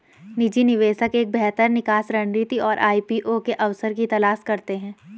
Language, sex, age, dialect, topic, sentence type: Hindi, female, 18-24, Garhwali, banking, statement